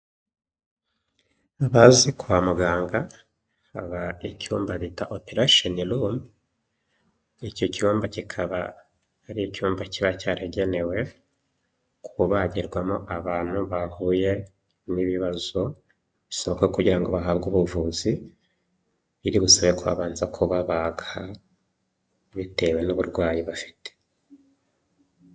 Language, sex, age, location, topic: Kinyarwanda, male, 25-35, Huye, health